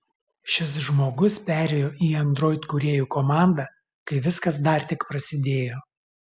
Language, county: Lithuanian, Alytus